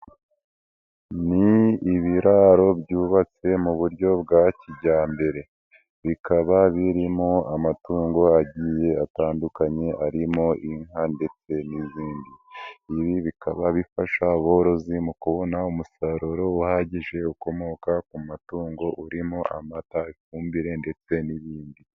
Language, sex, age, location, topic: Kinyarwanda, male, 18-24, Nyagatare, agriculture